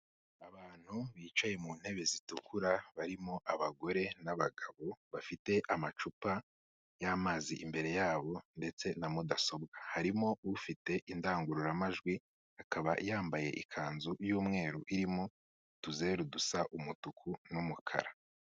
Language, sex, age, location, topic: Kinyarwanda, male, 25-35, Kigali, health